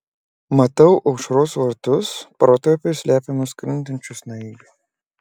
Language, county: Lithuanian, Klaipėda